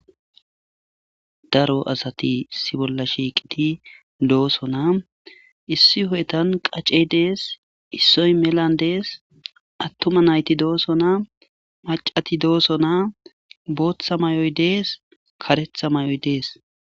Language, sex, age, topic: Gamo, male, 18-24, government